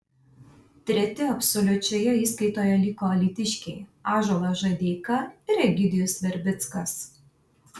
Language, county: Lithuanian, Vilnius